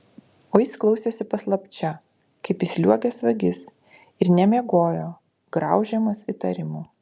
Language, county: Lithuanian, Utena